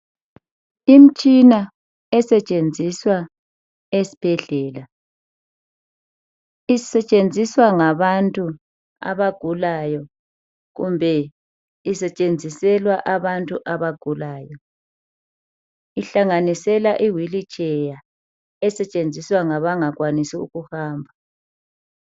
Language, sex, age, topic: North Ndebele, male, 50+, health